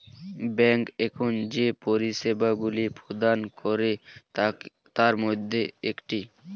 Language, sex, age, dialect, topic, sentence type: Bengali, male, 18-24, Standard Colloquial, banking, statement